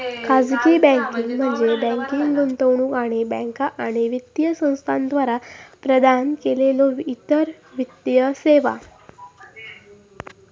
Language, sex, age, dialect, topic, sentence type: Marathi, female, 18-24, Southern Konkan, banking, statement